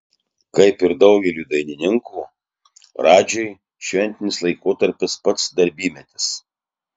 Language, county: Lithuanian, Tauragė